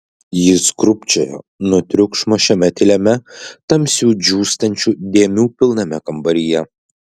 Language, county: Lithuanian, Klaipėda